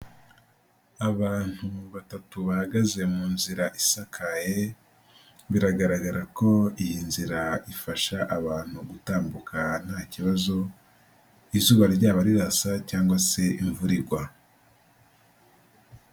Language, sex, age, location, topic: Kinyarwanda, male, 18-24, Nyagatare, health